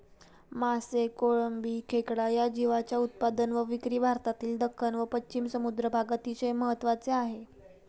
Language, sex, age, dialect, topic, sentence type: Marathi, female, 18-24, Standard Marathi, agriculture, statement